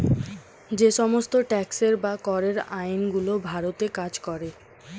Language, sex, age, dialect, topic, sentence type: Bengali, female, 18-24, Standard Colloquial, banking, statement